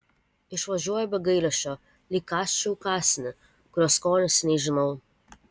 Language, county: Lithuanian, Vilnius